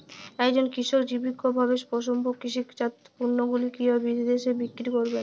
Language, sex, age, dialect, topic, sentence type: Bengali, female, <18, Jharkhandi, agriculture, question